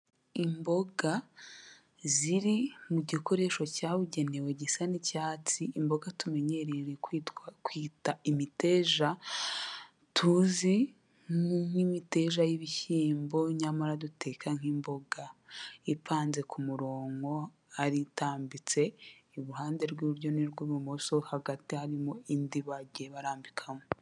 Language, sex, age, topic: Kinyarwanda, female, 18-24, agriculture